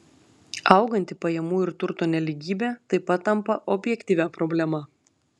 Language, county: Lithuanian, Klaipėda